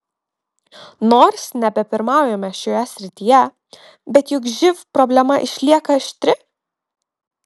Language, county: Lithuanian, Marijampolė